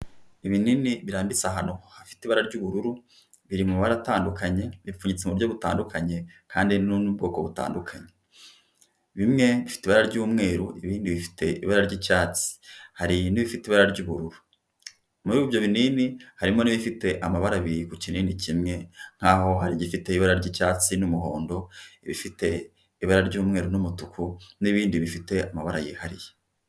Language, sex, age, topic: Kinyarwanda, male, 25-35, health